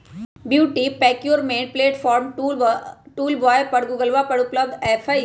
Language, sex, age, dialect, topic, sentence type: Magahi, female, 25-30, Western, agriculture, statement